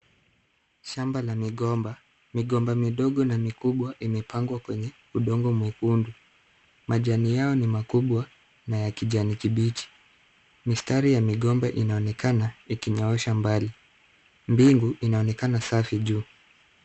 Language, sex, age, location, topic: Swahili, male, 25-35, Kisumu, agriculture